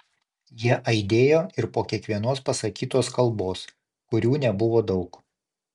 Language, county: Lithuanian, Panevėžys